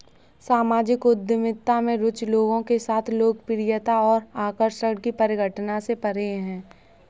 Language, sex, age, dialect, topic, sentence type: Hindi, female, 18-24, Kanauji Braj Bhasha, banking, statement